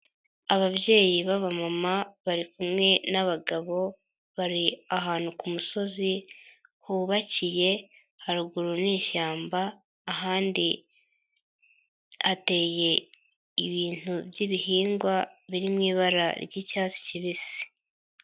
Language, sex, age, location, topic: Kinyarwanda, female, 18-24, Nyagatare, finance